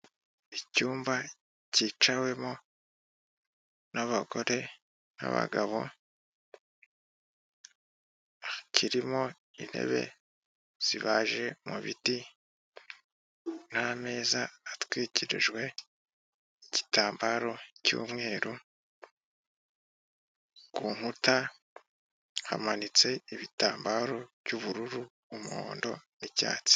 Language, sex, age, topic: Kinyarwanda, male, 18-24, government